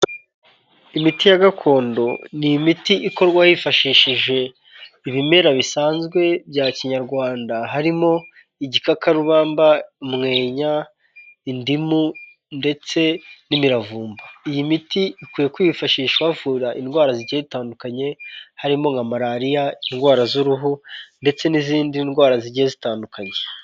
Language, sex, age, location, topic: Kinyarwanda, male, 18-24, Kigali, health